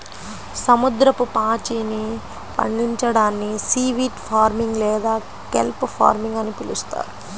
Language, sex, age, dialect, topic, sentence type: Telugu, female, 25-30, Central/Coastal, agriculture, statement